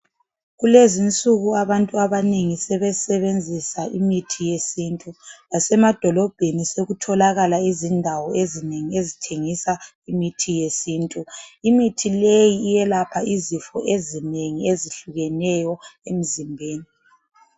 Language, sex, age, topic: North Ndebele, male, 25-35, health